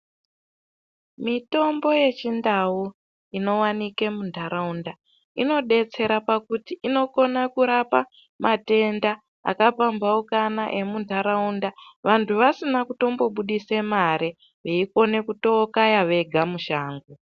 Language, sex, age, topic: Ndau, female, 50+, health